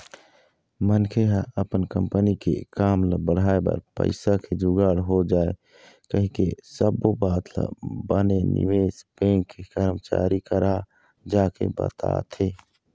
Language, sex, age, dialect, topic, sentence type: Chhattisgarhi, male, 25-30, Eastern, banking, statement